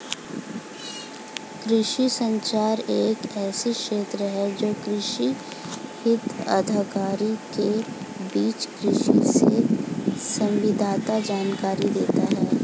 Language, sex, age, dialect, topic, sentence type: Hindi, female, 25-30, Hindustani Malvi Khadi Boli, agriculture, statement